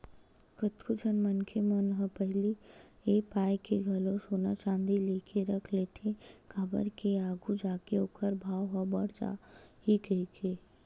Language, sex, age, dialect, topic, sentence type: Chhattisgarhi, female, 18-24, Western/Budati/Khatahi, banking, statement